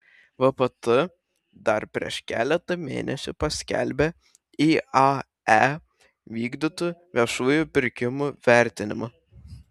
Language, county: Lithuanian, Šiauliai